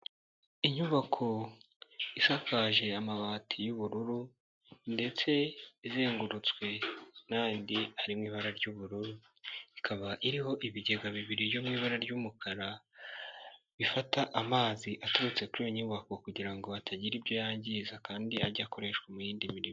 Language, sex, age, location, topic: Kinyarwanda, male, 18-24, Nyagatare, government